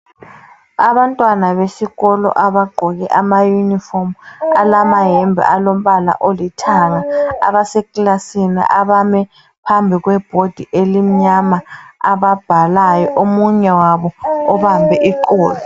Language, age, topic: North Ndebele, 36-49, education